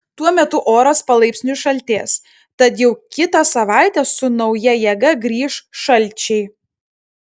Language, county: Lithuanian, Klaipėda